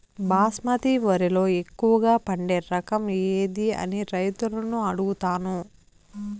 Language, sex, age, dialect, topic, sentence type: Telugu, female, 25-30, Southern, agriculture, question